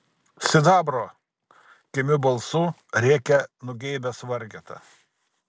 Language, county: Lithuanian, Kaunas